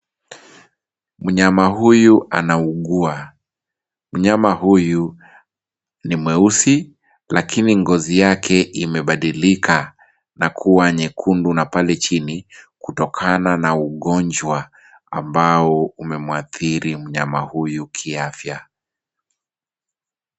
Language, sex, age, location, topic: Swahili, male, 25-35, Kisumu, agriculture